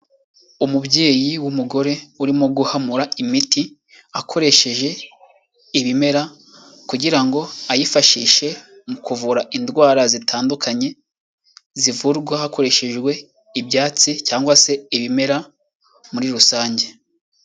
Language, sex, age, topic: Kinyarwanda, male, 18-24, health